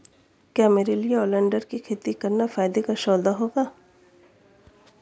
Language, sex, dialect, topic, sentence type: Hindi, female, Marwari Dhudhari, agriculture, statement